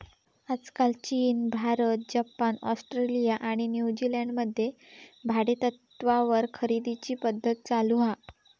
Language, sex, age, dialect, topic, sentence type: Marathi, female, 18-24, Southern Konkan, banking, statement